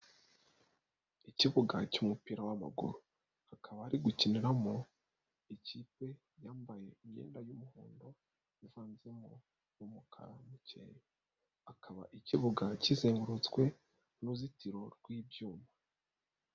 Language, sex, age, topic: Kinyarwanda, male, 25-35, government